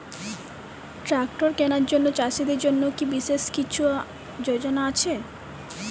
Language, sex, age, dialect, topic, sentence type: Bengali, female, 18-24, Jharkhandi, agriculture, statement